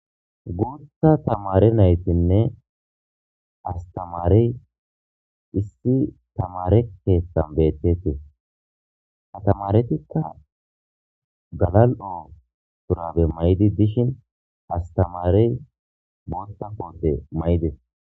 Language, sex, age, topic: Gamo, male, 25-35, government